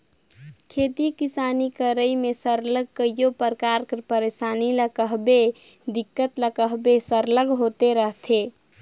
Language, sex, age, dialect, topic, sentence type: Chhattisgarhi, female, 46-50, Northern/Bhandar, agriculture, statement